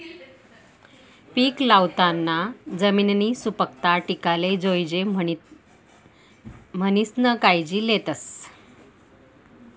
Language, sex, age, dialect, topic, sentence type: Marathi, female, 18-24, Northern Konkan, agriculture, statement